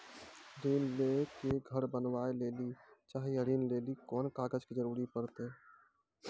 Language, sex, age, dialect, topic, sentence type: Maithili, male, 18-24, Angika, banking, question